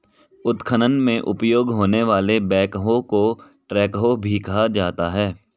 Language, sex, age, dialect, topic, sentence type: Hindi, male, 18-24, Marwari Dhudhari, agriculture, statement